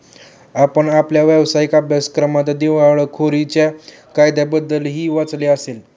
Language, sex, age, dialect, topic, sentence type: Marathi, male, 18-24, Standard Marathi, banking, statement